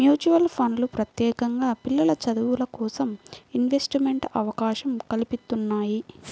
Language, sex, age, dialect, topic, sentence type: Telugu, female, 25-30, Central/Coastal, banking, statement